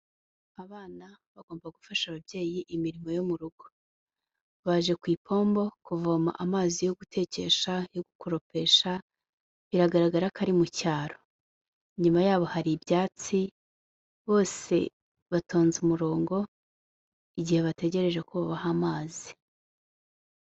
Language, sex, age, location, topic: Kinyarwanda, female, 18-24, Kigali, health